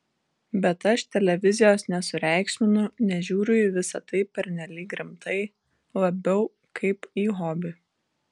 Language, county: Lithuanian, Vilnius